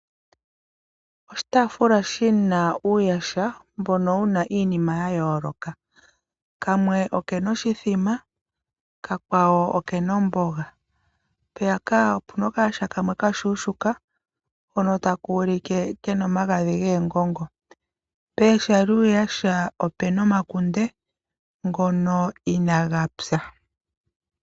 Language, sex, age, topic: Oshiwambo, female, 25-35, agriculture